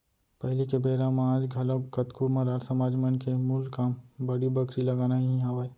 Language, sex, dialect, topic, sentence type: Chhattisgarhi, male, Central, banking, statement